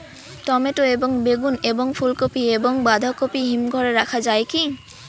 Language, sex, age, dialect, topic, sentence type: Bengali, female, 18-24, Rajbangshi, agriculture, question